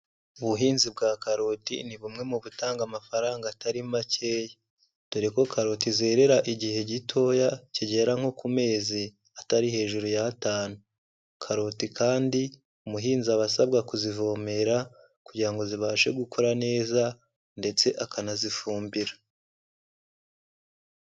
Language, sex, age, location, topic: Kinyarwanda, male, 25-35, Kigali, agriculture